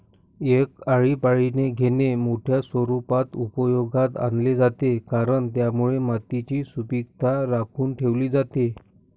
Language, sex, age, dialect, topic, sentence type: Marathi, male, 60-100, Northern Konkan, agriculture, statement